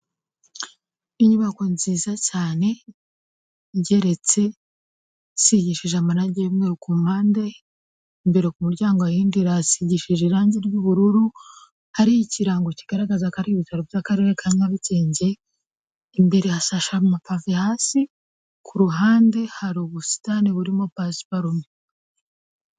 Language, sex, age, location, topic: Kinyarwanda, female, 25-35, Kigali, health